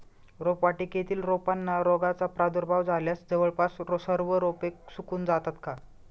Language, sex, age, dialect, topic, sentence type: Marathi, male, 25-30, Standard Marathi, agriculture, question